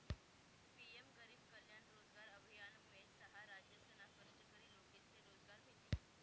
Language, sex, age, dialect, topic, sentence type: Marathi, female, 18-24, Northern Konkan, banking, statement